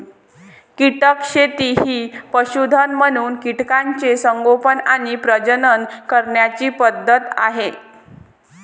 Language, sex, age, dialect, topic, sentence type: Marathi, female, 18-24, Varhadi, agriculture, statement